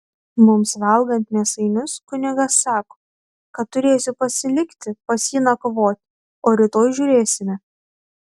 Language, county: Lithuanian, Tauragė